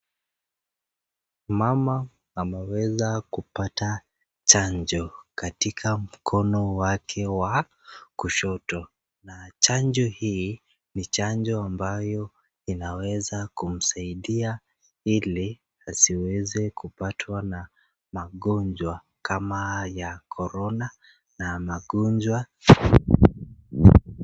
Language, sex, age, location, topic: Swahili, male, 18-24, Nakuru, health